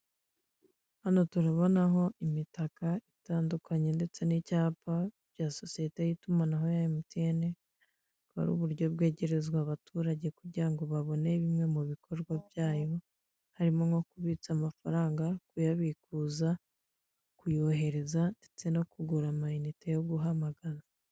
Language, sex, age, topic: Kinyarwanda, female, 25-35, government